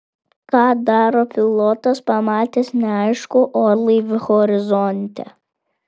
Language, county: Lithuanian, Vilnius